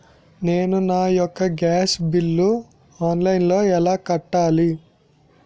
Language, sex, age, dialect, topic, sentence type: Telugu, male, 18-24, Utterandhra, banking, question